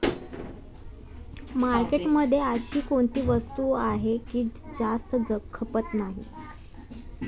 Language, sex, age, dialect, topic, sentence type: Marathi, female, 18-24, Standard Marathi, agriculture, question